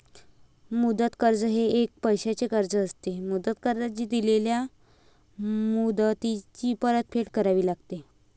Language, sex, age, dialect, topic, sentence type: Marathi, female, 25-30, Varhadi, banking, statement